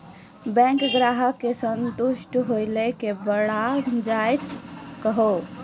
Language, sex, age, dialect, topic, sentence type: Maithili, female, 41-45, Angika, banking, question